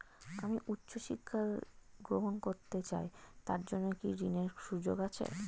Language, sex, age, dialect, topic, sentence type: Bengali, female, 25-30, Standard Colloquial, banking, question